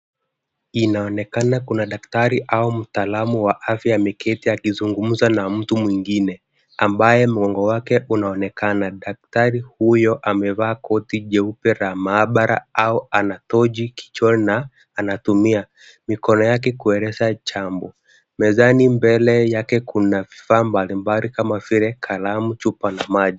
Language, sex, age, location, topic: Swahili, male, 18-24, Kisumu, health